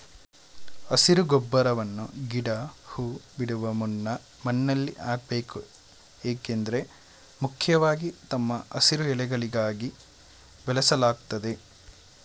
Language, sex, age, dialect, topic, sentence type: Kannada, male, 18-24, Mysore Kannada, agriculture, statement